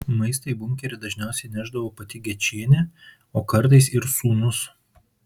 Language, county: Lithuanian, Šiauliai